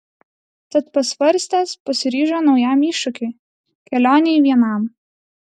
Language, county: Lithuanian, Alytus